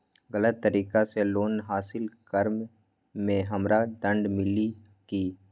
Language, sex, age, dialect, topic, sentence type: Magahi, male, 25-30, Western, banking, question